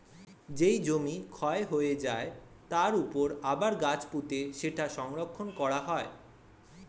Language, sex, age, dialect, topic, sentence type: Bengali, male, 18-24, Standard Colloquial, agriculture, statement